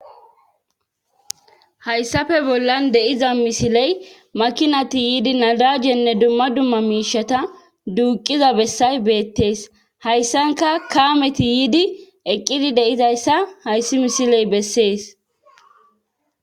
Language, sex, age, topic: Gamo, female, 18-24, government